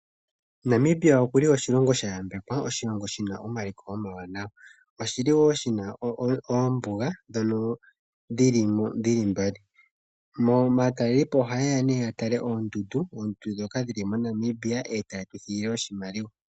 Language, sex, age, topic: Oshiwambo, male, 25-35, agriculture